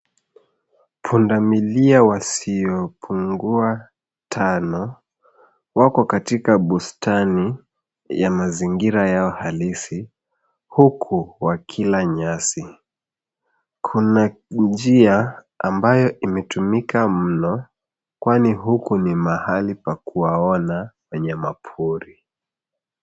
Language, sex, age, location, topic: Swahili, male, 36-49, Nairobi, government